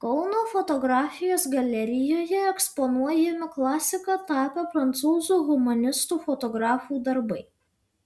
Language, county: Lithuanian, Vilnius